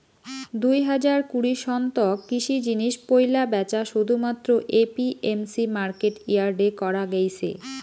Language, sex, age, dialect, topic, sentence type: Bengali, female, 25-30, Rajbangshi, agriculture, statement